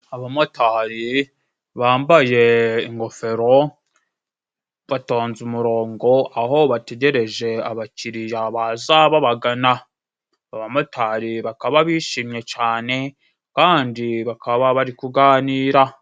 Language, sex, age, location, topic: Kinyarwanda, male, 25-35, Musanze, government